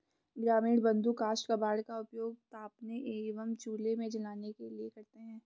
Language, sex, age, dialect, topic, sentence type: Hindi, female, 18-24, Garhwali, agriculture, statement